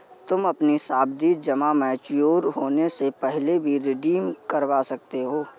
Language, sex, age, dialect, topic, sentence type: Hindi, male, 41-45, Awadhi Bundeli, banking, statement